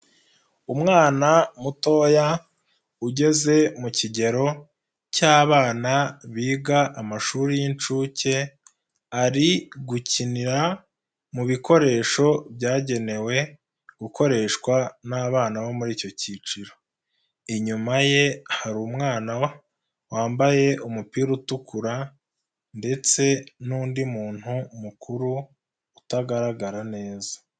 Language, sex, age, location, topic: Kinyarwanda, male, 25-35, Nyagatare, education